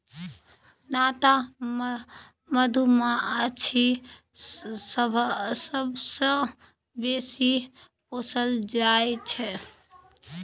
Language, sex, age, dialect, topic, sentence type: Maithili, female, 25-30, Bajjika, agriculture, statement